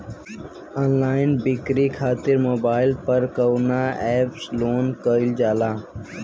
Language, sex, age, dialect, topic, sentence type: Bhojpuri, female, 18-24, Western, agriculture, question